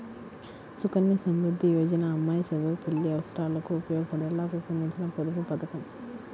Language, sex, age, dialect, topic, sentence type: Telugu, female, 18-24, Central/Coastal, banking, statement